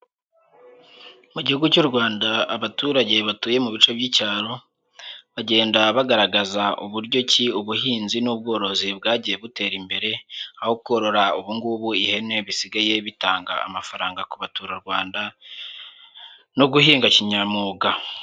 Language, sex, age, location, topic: Kinyarwanda, male, 18-24, Huye, agriculture